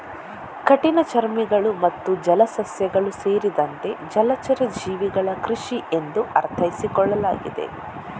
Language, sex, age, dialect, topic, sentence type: Kannada, female, 41-45, Coastal/Dakshin, agriculture, statement